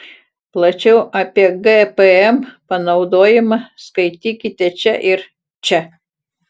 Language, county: Lithuanian, Utena